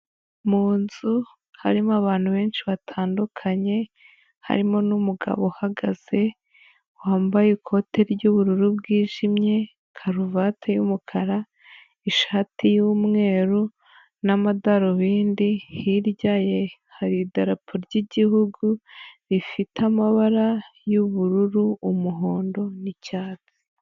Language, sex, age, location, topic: Kinyarwanda, female, 18-24, Huye, government